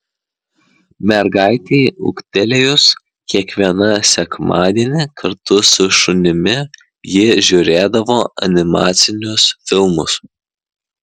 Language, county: Lithuanian, Kaunas